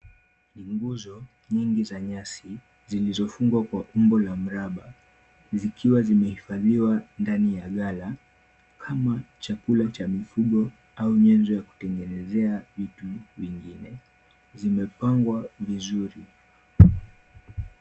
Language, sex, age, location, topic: Swahili, male, 18-24, Kisumu, agriculture